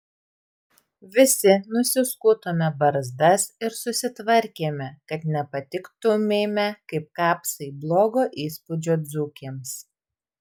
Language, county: Lithuanian, Vilnius